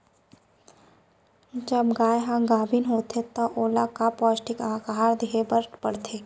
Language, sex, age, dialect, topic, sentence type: Chhattisgarhi, female, 56-60, Central, agriculture, question